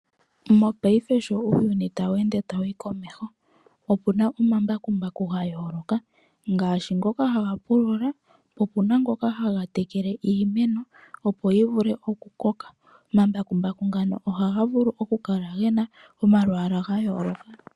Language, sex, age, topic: Oshiwambo, female, 25-35, agriculture